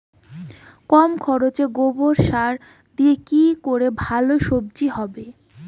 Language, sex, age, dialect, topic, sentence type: Bengali, female, 18-24, Rajbangshi, agriculture, question